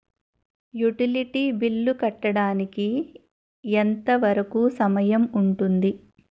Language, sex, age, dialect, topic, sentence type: Telugu, female, 41-45, Utterandhra, banking, question